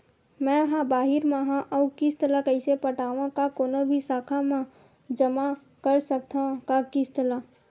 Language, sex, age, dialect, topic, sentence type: Chhattisgarhi, female, 25-30, Western/Budati/Khatahi, banking, question